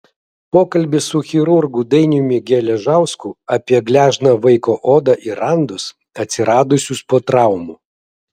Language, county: Lithuanian, Vilnius